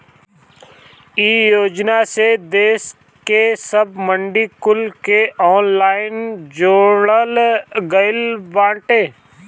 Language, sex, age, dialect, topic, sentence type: Bhojpuri, male, 25-30, Northern, agriculture, statement